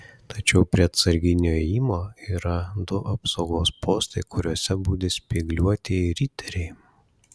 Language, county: Lithuanian, Šiauliai